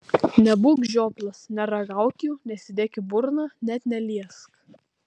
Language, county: Lithuanian, Vilnius